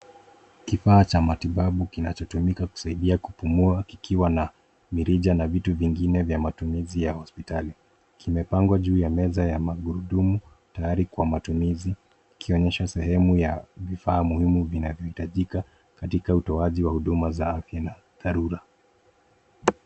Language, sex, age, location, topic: Swahili, male, 25-35, Nairobi, health